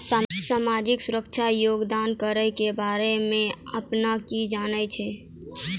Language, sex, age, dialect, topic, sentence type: Maithili, female, 18-24, Angika, banking, statement